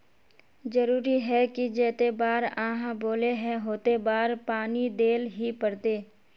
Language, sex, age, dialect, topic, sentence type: Magahi, female, 46-50, Northeastern/Surjapuri, agriculture, question